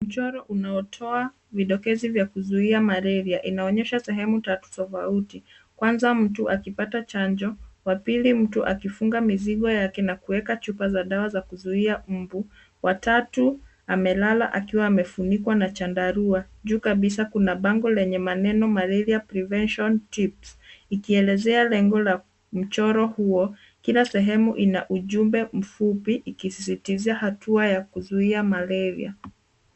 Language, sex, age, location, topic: Swahili, female, 25-35, Nairobi, health